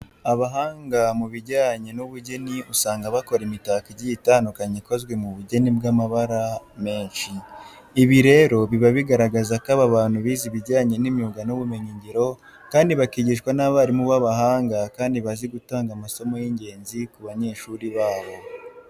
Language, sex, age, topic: Kinyarwanda, male, 18-24, education